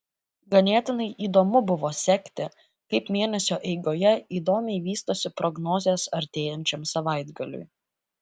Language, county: Lithuanian, Kaunas